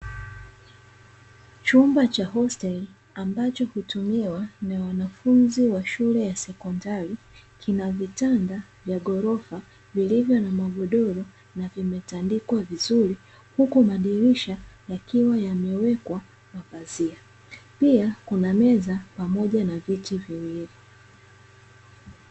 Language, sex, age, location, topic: Swahili, female, 25-35, Dar es Salaam, education